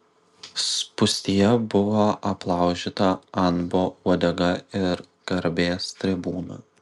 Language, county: Lithuanian, Vilnius